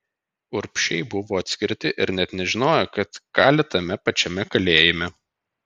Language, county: Lithuanian, Vilnius